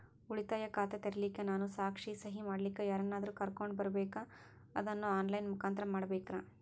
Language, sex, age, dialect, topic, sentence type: Kannada, female, 18-24, Northeastern, banking, question